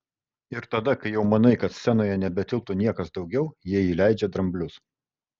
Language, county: Lithuanian, Kaunas